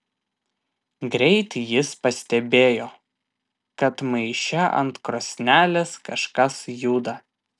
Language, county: Lithuanian, Vilnius